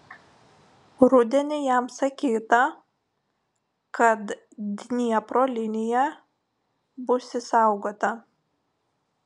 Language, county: Lithuanian, Telšiai